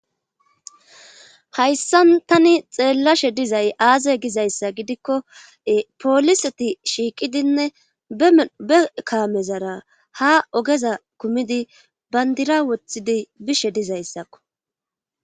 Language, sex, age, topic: Gamo, female, 25-35, government